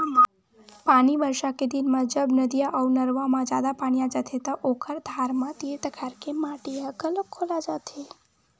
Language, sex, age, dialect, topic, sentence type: Chhattisgarhi, male, 18-24, Western/Budati/Khatahi, agriculture, statement